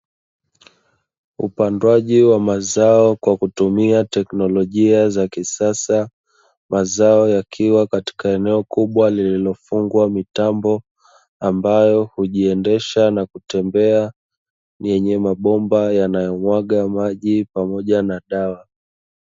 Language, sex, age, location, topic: Swahili, male, 25-35, Dar es Salaam, agriculture